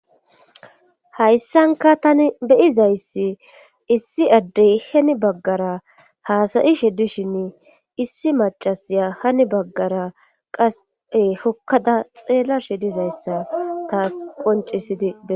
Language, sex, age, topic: Gamo, female, 25-35, government